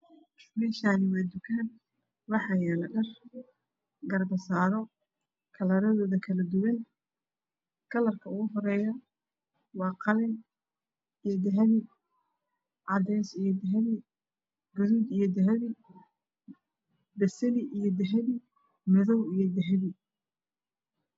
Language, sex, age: Somali, female, 25-35